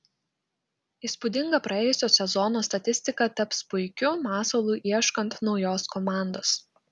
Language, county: Lithuanian, Klaipėda